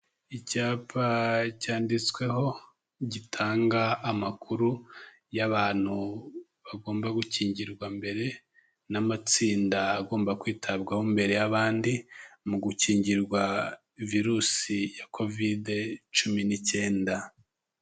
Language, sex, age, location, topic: Kinyarwanda, male, 25-35, Kigali, health